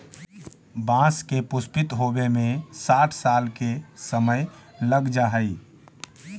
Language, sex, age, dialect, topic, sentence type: Magahi, male, 31-35, Central/Standard, banking, statement